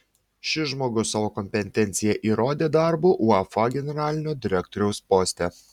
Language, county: Lithuanian, Šiauliai